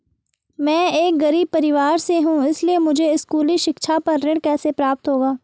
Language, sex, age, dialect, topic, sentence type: Hindi, female, 18-24, Marwari Dhudhari, banking, question